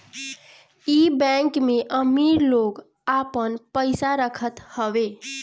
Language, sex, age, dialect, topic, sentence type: Bhojpuri, female, 36-40, Northern, banking, statement